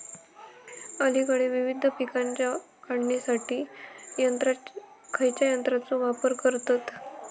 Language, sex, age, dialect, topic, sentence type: Marathi, female, 18-24, Southern Konkan, agriculture, question